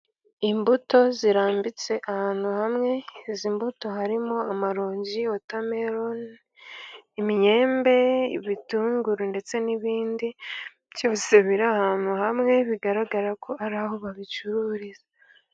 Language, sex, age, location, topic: Kinyarwanda, female, 18-24, Gakenke, finance